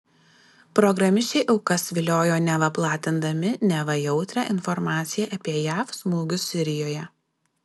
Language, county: Lithuanian, Alytus